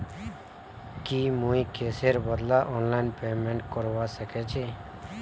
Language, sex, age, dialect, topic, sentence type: Magahi, male, 31-35, Northeastern/Surjapuri, banking, statement